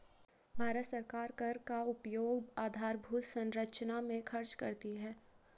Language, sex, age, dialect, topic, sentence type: Hindi, female, 18-24, Garhwali, banking, statement